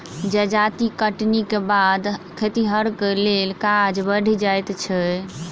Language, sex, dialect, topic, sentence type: Maithili, female, Southern/Standard, agriculture, statement